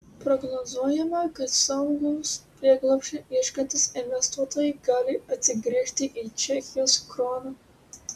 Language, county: Lithuanian, Utena